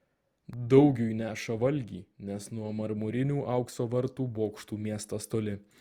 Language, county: Lithuanian, Vilnius